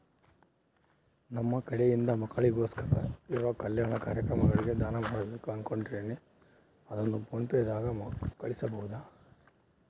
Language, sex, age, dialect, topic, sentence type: Kannada, male, 18-24, Central, banking, question